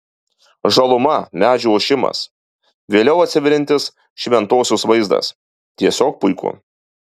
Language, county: Lithuanian, Alytus